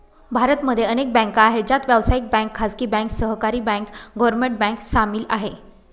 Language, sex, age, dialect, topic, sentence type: Marathi, female, 36-40, Northern Konkan, banking, statement